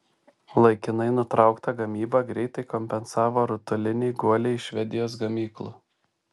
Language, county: Lithuanian, Šiauliai